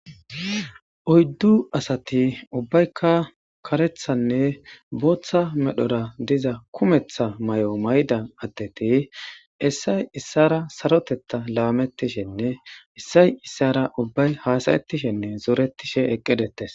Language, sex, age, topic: Gamo, female, 25-35, government